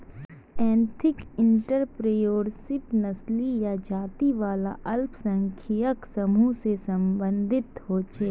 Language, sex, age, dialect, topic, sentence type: Magahi, female, 25-30, Northeastern/Surjapuri, banking, statement